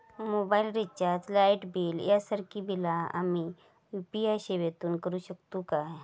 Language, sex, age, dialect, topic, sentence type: Marathi, female, 31-35, Southern Konkan, banking, question